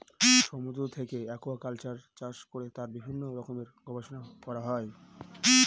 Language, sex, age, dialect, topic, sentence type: Bengali, male, 25-30, Northern/Varendri, agriculture, statement